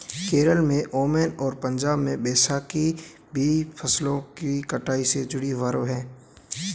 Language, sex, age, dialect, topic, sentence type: Hindi, male, 18-24, Marwari Dhudhari, agriculture, statement